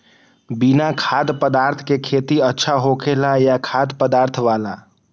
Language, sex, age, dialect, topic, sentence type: Magahi, male, 18-24, Western, agriculture, question